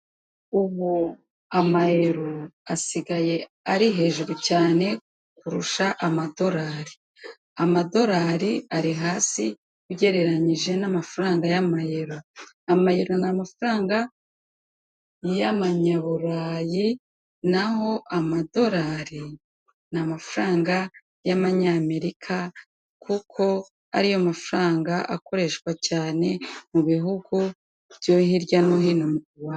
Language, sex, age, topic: Kinyarwanda, female, 36-49, finance